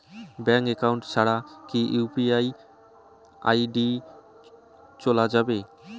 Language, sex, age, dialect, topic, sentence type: Bengali, male, 18-24, Rajbangshi, banking, question